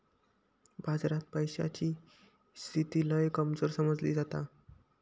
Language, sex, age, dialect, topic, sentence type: Marathi, male, 51-55, Southern Konkan, banking, statement